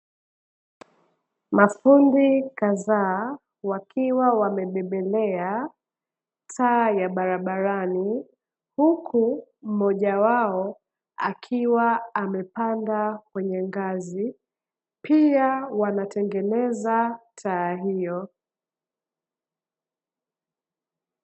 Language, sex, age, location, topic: Swahili, female, 18-24, Dar es Salaam, government